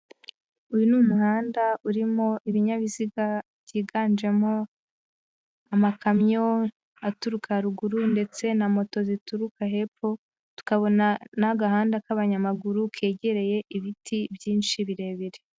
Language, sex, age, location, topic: Kinyarwanda, female, 18-24, Huye, government